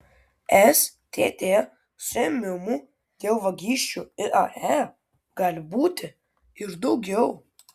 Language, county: Lithuanian, Kaunas